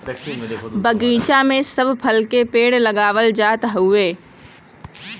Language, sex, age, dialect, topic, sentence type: Bhojpuri, female, 18-24, Western, agriculture, statement